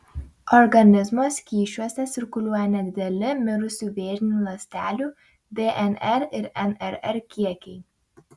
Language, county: Lithuanian, Vilnius